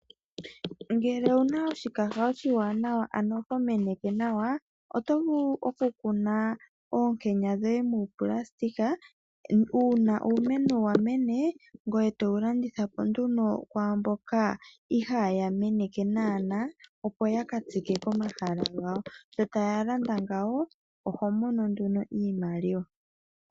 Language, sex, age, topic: Oshiwambo, female, 36-49, agriculture